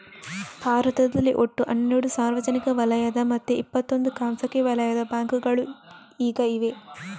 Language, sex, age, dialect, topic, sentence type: Kannada, female, 18-24, Coastal/Dakshin, banking, statement